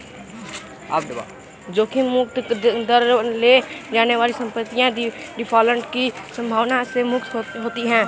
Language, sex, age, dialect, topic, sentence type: Hindi, male, 36-40, Kanauji Braj Bhasha, banking, statement